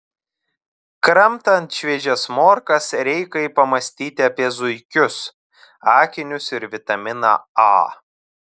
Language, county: Lithuanian, Telšiai